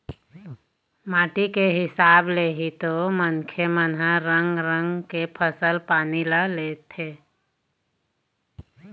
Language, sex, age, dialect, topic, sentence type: Chhattisgarhi, female, 31-35, Eastern, agriculture, statement